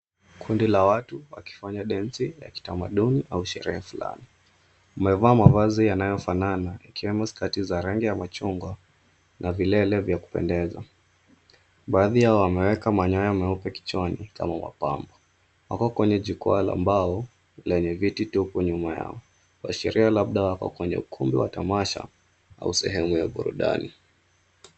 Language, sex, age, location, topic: Swahili, male, 25-35, Nairobi, government